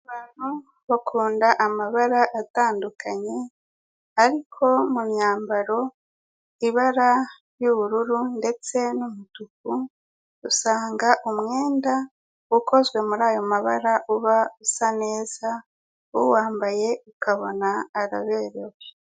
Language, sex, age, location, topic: Kinyarwanda, female, 18-24, Kigali, health